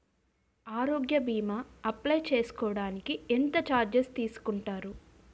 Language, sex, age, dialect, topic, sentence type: Telugu, female, 25-30, Utterandhra, banking, question